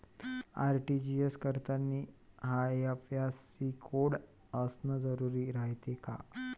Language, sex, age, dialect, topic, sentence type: Marathi, male, 25-30, Varhadi, banking, question